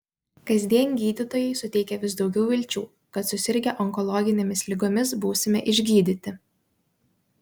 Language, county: Lithuanian, Vilnius